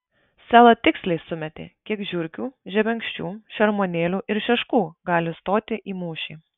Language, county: Lithuanian, Marijampolė